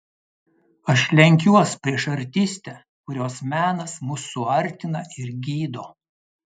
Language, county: Lithuanian, Klaipėda